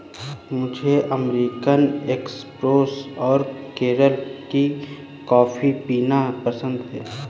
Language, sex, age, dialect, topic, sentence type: Hindi, male, 18-24, Awadhi Bundeli, agriculture, statement